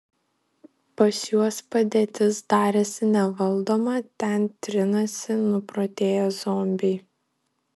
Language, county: Lithuanian, Vilnius